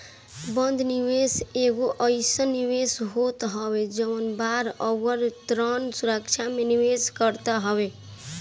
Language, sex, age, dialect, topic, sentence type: Bhojpuri, female, 18-24, Northern, banking, statement